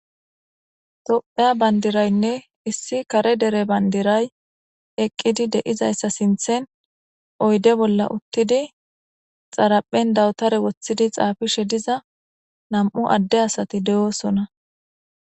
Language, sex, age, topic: Gamo, female, 18-24, government